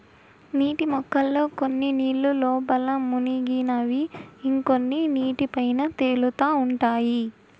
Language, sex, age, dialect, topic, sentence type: Telugu, female, 18-24, Southern, agriculture, statement